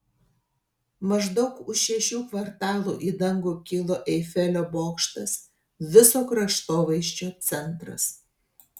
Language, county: Lithuanian, Telšiai